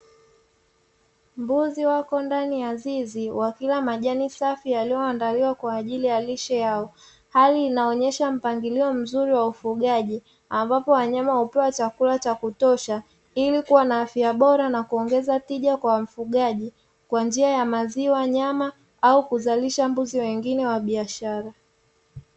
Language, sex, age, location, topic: Swahili, female, 25-35, Dar es Salaam, agriculture